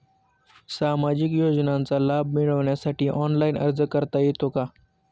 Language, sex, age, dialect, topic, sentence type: Marathi, male, 18-24, Standard Marathi, banking, question